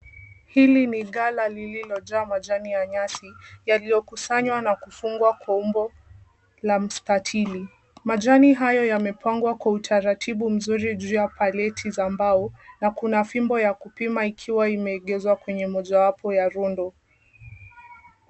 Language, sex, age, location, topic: Swahili, female, 18-24, Kisumu, agriculture